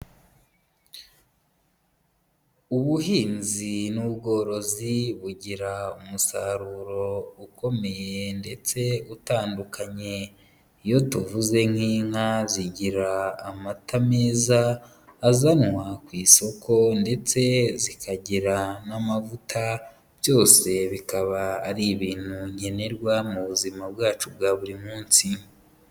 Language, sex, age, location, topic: Kinyarwanda, female, 18-24, Huye, agriculture